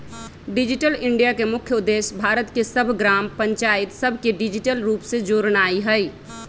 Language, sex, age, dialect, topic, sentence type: Magahi, female, 31-35, Western, banking, statement